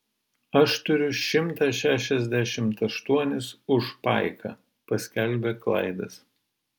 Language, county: Lithuanian, Vilnius